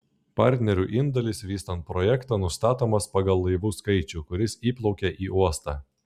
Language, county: Lithuanian, Klaipėda